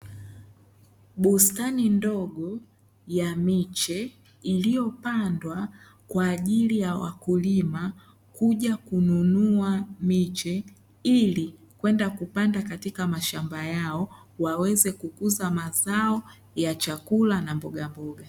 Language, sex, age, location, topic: Swahili, male, 25-35, Dar es Salaam, agriculture